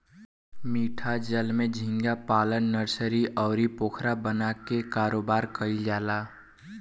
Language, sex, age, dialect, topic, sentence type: Bhojpuri, male, 18-24, Southern / Standard, agriculture, statement